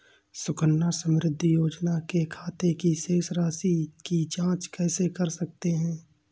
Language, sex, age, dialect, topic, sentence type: Hindi, male, 25-30, Awadhi Bundeli, banking, question